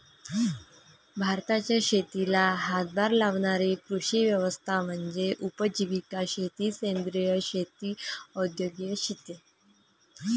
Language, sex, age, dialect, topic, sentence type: Marathi, female, 25-30, Varhadi, agriculture, statement